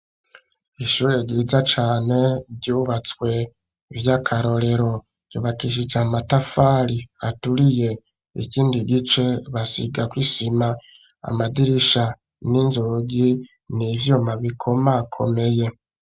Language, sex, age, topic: Rundi, male, 25-35, education